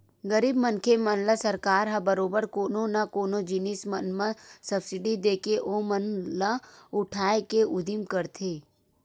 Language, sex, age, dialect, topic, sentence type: Chhattisgarhi, female, 41-45, Western/Budati/Khatahi, banking, statement